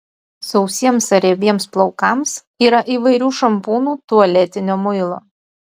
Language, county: Lithuanian, Utena